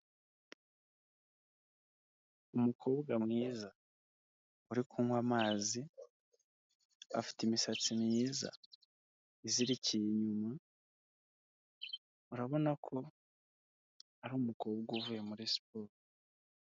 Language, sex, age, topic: Kinyarwanda, male, 25-35, health